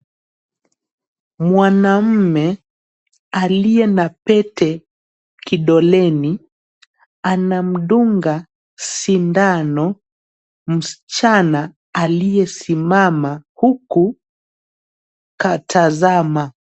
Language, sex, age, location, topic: Swahili, male, 18-24, Nairobi, health